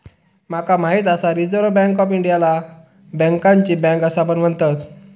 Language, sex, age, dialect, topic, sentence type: Marathi, male, 18-24, Southern Konkan, banking, statement